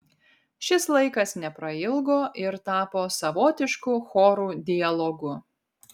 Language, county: Lithuanian, Kaunas